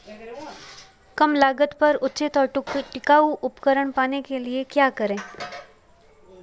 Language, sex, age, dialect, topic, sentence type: Hindi, female, 25-30, Marwari Dhudhari, agriculture, question